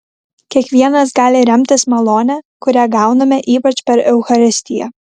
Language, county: Lithuanian, Kaunas